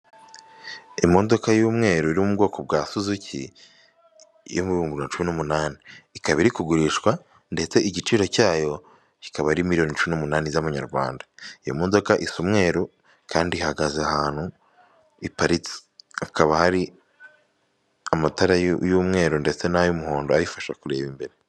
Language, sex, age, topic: Kinyarwanda, male, 18-24, finance